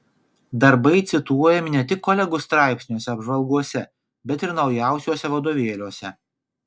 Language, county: Lithuanian, Kaunas